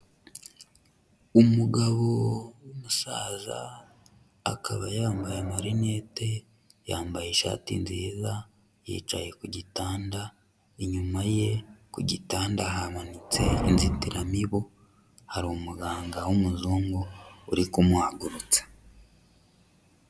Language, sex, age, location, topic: Kinyarwanda, male, 25-35, Huye, health